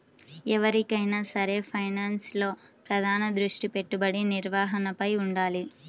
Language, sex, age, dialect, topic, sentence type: Telugu, female, 18-24, Central/Coastal, banking, statement